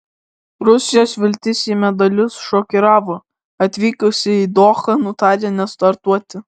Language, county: Lithuanian, Alytus